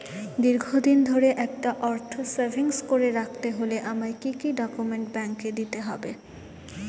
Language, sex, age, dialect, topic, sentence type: Bengali, female, 18-24, Northern/Varendri, banking, question